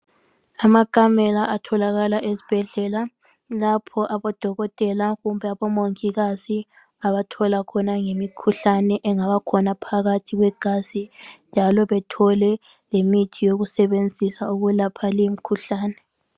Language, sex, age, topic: North Ndebele, female, 18-24, health